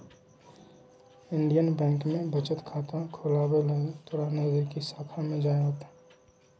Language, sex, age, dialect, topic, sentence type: Magahi, male, 36-40, Southern, banking, statement